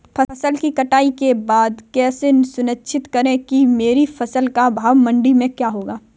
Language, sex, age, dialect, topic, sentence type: Hindi, female, 31-35, Kanauji Braj Bhasha, agriculture, question